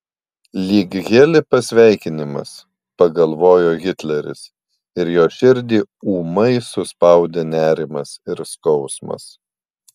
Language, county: Lithuanian, Panevėžys